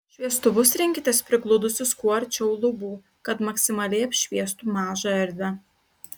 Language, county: Lithuanian, Klaipėda